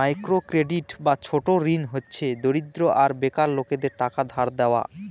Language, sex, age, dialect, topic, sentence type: Bengali, male, 31-35, Northern/Varendri, banking, statement